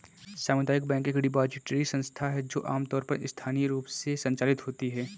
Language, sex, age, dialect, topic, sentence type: Hindi, male, 18-24, Kanauji Braj Bhasha, banking, statement